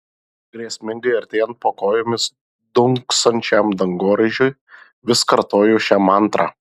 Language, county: Lithuanian, Marijampolė